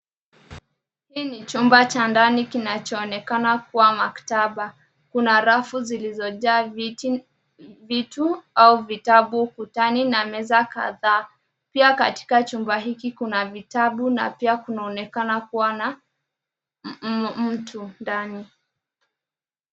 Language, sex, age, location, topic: Swahili, female, 25-35, Nairobi, education